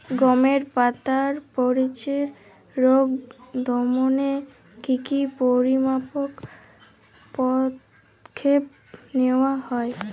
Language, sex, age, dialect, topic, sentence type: Bengali, female, <18, Jharkhandi, agriculture, question